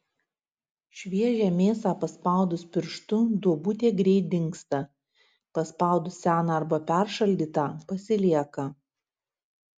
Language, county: Lithuanian, Utena